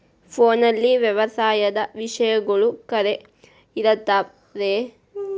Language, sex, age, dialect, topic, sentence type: Kannada, female, 18-24, Dharwad Kannada, agriculture, question